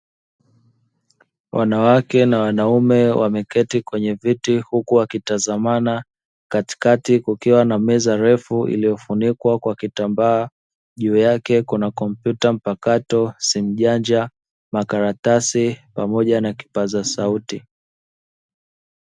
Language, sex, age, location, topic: Swahili, male, 18-24, Dar es Salaam, education